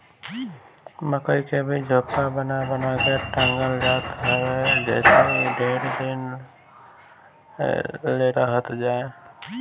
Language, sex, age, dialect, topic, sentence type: Bhojpuri, male, 18-24, Northern, agriculture, statement